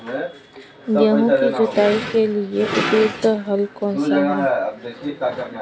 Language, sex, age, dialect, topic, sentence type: Hindi, female, 25-30, Kanauji Braj Bhasha, agriculture, question